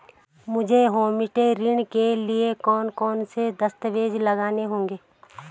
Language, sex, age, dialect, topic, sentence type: Hindi, female, 31-35, Garhwali, banking, question